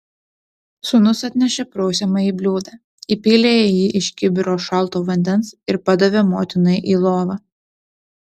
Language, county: Lithuanian, Utena